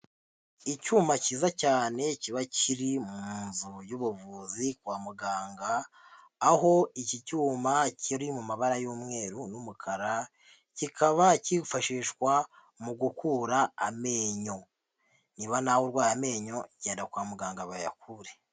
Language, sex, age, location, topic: Kinyarwanda, male, 50+, Huye, health